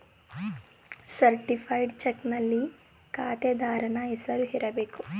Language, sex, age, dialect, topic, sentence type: Kannada, female, 18-24, Mysore Kannada, banking, statement